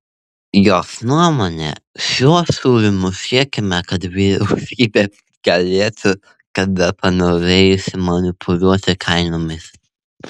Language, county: Lithuanian, Vilnius